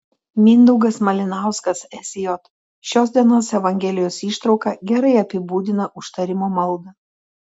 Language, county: Lithuanian, Telšiai